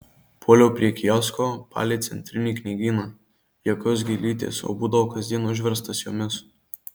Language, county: Lithuanian, Marijampolė